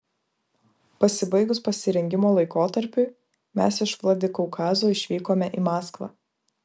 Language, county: Lithuanian, Vilnius